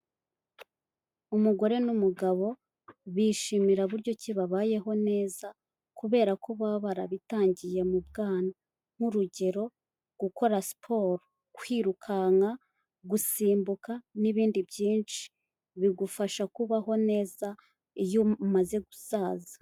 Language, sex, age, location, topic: Kinyarwanda, female, 18-24, Kigali, health